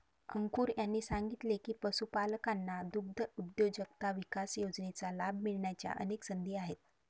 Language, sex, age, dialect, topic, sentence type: Marathi, female, 36-40, Varhadi, agriculture, statement